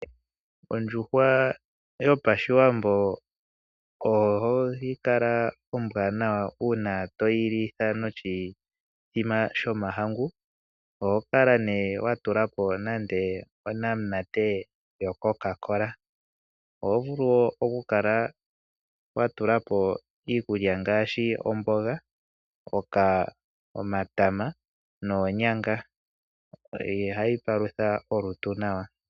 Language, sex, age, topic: Oshiwambo, male, 25-35, agriculture